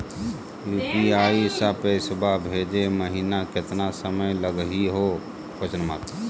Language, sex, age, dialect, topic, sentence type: Magahi, male, 31-35, Southern, banking, question